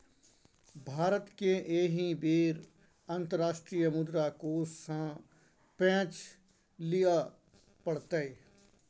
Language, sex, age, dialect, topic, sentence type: Maithili, male, 41-45, Bajjika, banking, statement